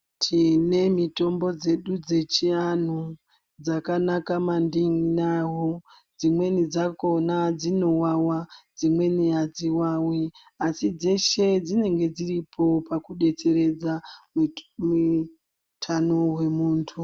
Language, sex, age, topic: Ndau, female, 36-49, health